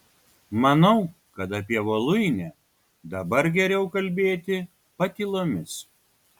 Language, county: Lithuanian, Kaunas